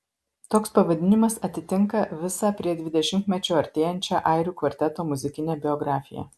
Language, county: Lithuanian, Marijampolė